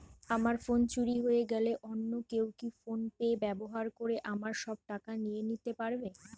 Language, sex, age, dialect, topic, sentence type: Bengali, female, 25-30, Northern/Varendri, banking, question